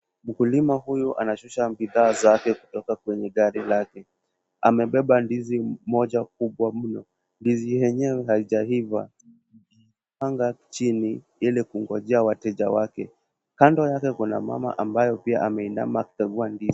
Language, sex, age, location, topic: Swahili, male, 18-24, Kisumu, agriculture